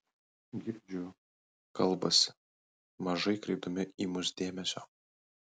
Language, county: Lithuanian, Kaunas